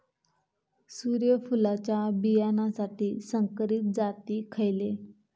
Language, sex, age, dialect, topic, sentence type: Marathi, female, 25-30, Southern Konkan, agriculture, question